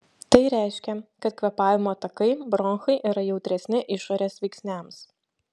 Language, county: Lithuanian, Šiauliai